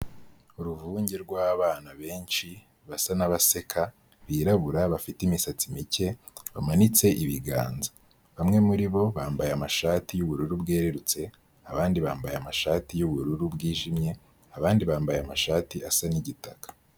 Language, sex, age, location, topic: Kinyarwanda, male, 18-24, Kigali, health